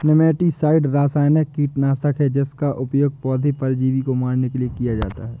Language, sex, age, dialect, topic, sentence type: Hindi, male, 18-24, Awadhi Bundeli, agriculture, statement